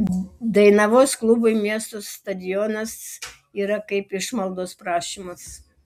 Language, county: Lithuanian, Vilnius